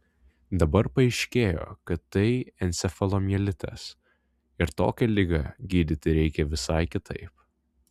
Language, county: Lithuanian, Vilnius